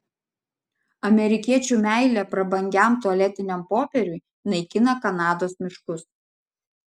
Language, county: Lithuanian, Vilnius